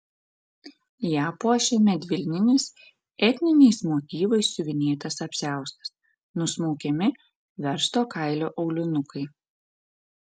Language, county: Lithuanian, Panevėžys